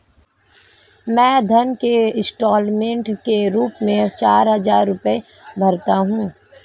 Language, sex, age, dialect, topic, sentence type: Hindi, female, 31-35, Marwari Dhudhari, banking, statement